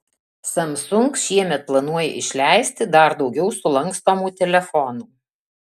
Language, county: Lithuanian, Alytus